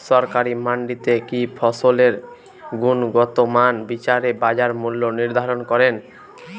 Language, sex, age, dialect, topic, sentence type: Bengali, male, <18, Northern/Varendri, agriculture, question